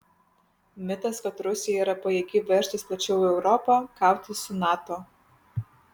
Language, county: Lithuanian, Kaunas